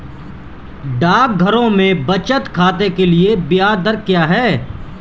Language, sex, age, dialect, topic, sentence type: Hindi, male, 18-24, Marwari Dhudhari, banking, question